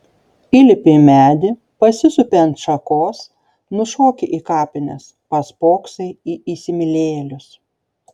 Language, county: Lithuanian, Šiauliai